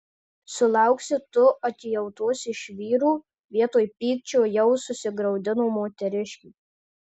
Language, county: Lithuanian, Marijampolė